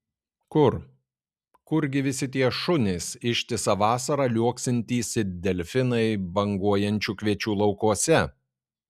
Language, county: Lithuanian, Šiauliai